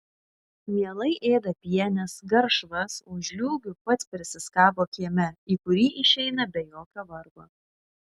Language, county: Lithuanian, Šiauliai